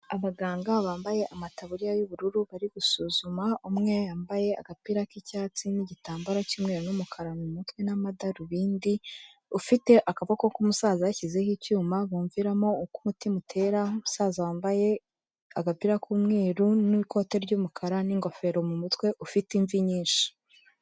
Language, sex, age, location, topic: Kinyarwanda, female, 25-35, Kigali, health